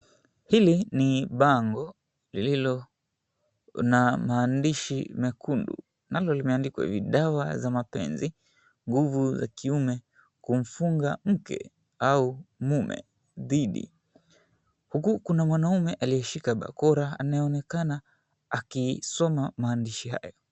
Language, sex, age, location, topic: Swahili, male, 25-35, Mombasa, health